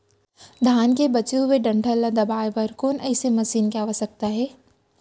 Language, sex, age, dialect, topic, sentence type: Chhattisgarhi, female, 18-24, Central, agriculture, question